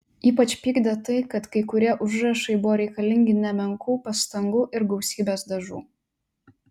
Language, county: Lithuanian, Telšiai